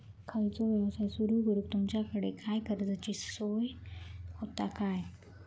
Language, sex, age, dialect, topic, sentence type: Marathi, female, 25-30, Southern Konkan, banking, question